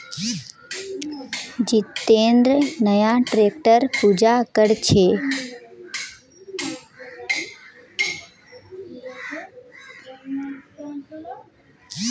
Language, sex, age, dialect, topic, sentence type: Magahi, female, 18-24, Northeastern/Surjapuri, agriculture, statement